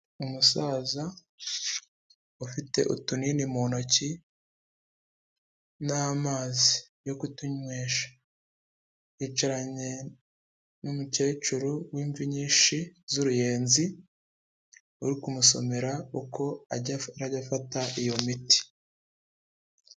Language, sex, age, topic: Kinyarwanda, male, 25-35, health